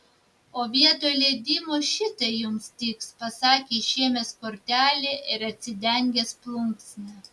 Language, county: Lithuanian, Vilnius